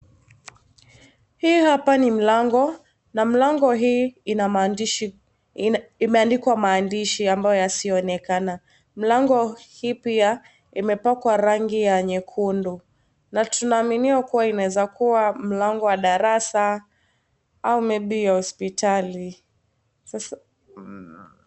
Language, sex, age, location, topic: Swahili, female, 18-24, Kisii, education